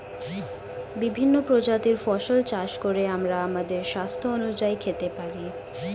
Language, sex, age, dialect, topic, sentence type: Bengali, female, 18-24, Standard Colloquial, agriculture, statement